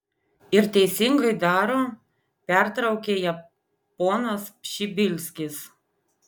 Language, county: Lithuanian, Vilnius